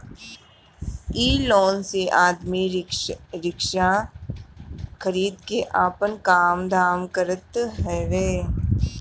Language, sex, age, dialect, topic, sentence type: Bhojpuri, male, 31-35, Northern, banking, statement